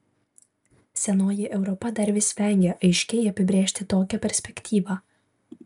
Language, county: Lithuanian, Vilnius